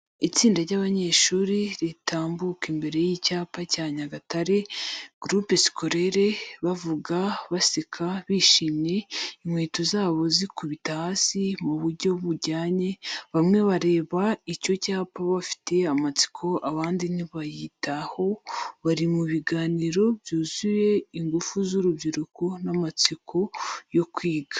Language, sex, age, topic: Kinyarwanda, female, 25-35, education